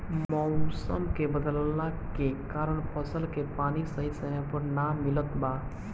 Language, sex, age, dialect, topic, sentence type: Bhojpuri, male, 18-24, Northern, agriculture, statement